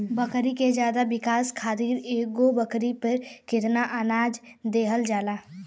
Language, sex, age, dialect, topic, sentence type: Bhojpuri, female, 31-35, Western, agriculture, question